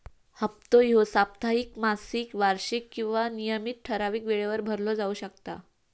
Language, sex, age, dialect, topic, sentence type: Marathi, female, 18-24, Southern Konkan, banking, statement